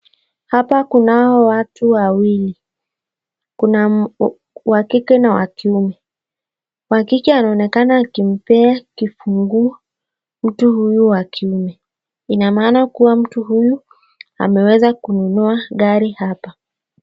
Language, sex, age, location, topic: Swahili, female, 25-35, Nakuru, finance